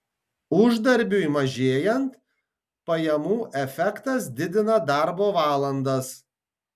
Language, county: Lithuanian, Tauragė